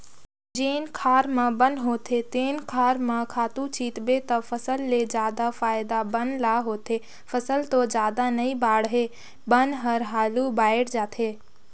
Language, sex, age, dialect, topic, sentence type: Chhattisgarhi, female, 60-100, Northern/Bhandar, agriculture, statement